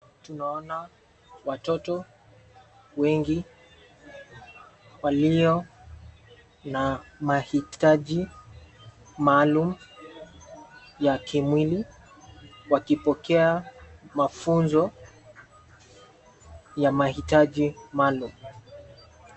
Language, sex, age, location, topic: Swahili, male, 25-35, Nairobi, education